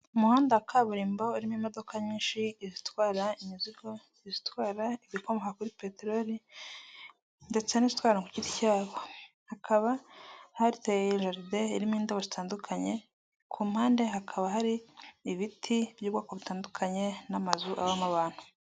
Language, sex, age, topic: Kinyarwanda, male, 18-24, government